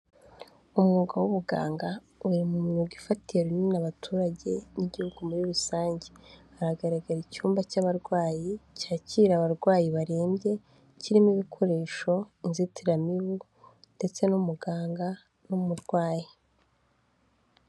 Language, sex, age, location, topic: Kinyarwanda, female, 25-35, Kigali, health